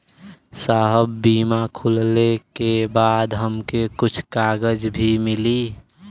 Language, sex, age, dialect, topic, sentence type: Bhojpuri, male, <18, Western, banking, question